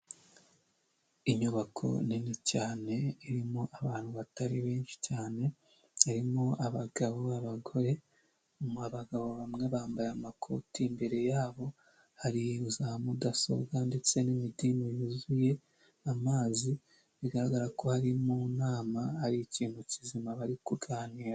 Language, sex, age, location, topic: Kinyarwanda, male, 25-35, Huye, health